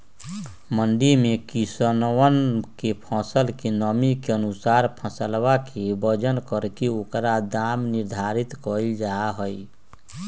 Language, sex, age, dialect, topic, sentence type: Magahi, male, 60-100, Western, agriculture, statement